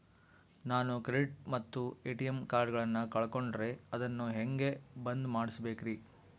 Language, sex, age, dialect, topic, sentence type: Kannada, male, 46-50, Central, banking, question